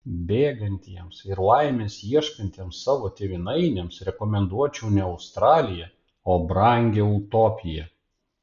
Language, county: Lithuanian, Panevėžys